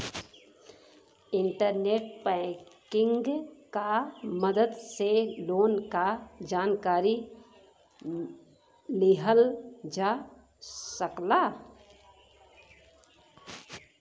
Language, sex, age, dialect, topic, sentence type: Bhojpuri, female, 18-24, Western, banking, statement